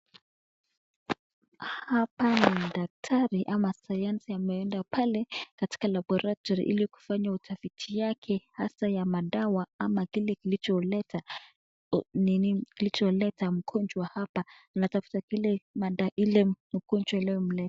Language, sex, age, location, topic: Swahili, male, 36-49, Nakuru, health